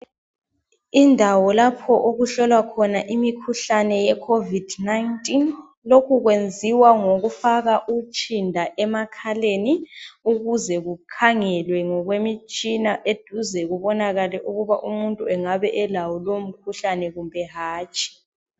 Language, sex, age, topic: North Ndebele, male, 25-35, health